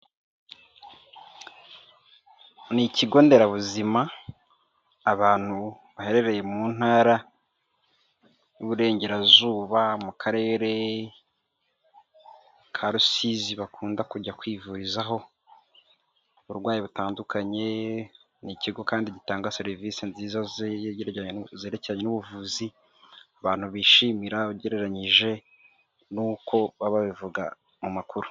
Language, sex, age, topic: Kinyarwanda, male, 18-24, health